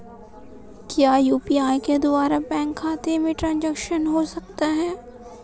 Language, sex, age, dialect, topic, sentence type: Hindi, female, 18-24, Marwari Dhudhari, banking, question